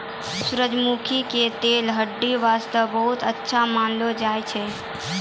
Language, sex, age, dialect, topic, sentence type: Maithili, female, 18-24, Angika, agriculture, statement